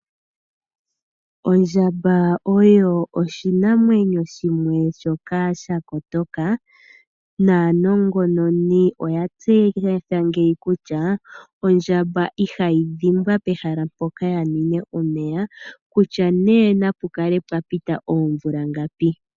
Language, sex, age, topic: Oshiwambo, female, 36-49, agriculture